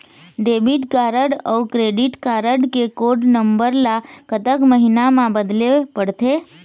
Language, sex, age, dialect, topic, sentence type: Chhattisgarhi, female, 25-30, Eastern, banking, question